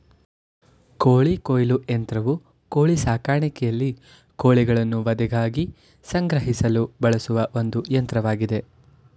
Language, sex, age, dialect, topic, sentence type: Kannada, male, 18-24, Mysore Kannada, agriculture, statement